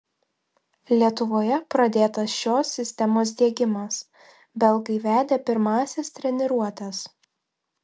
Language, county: Lithuanian, Telšiai